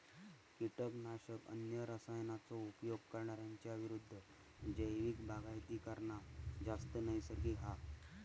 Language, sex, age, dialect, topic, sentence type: Marathi, male, 31-35, Southern Konkan, agriculture, statement